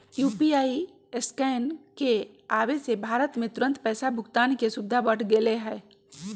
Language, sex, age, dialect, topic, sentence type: Magahi, female, 46-50, Western, banking, statement